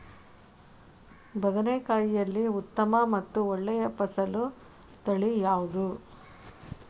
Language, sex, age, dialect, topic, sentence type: Kannada, female, 18-24, Coastal/Dakshin, agriculture, question